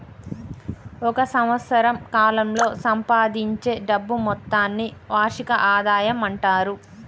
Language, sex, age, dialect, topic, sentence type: Telugu, female, 31-35, Telangana, banking, statement